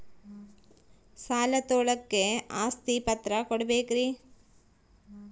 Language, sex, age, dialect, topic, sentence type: Kannada, female, 36-40, Central, banking, question